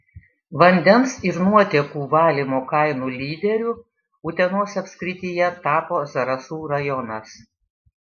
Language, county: Lithuanian, Šiauliai